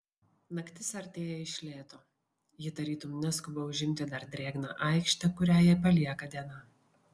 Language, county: Lithuanian, Vilnius